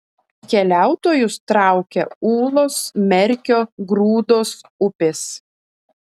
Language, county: Lithuanian, Telšiai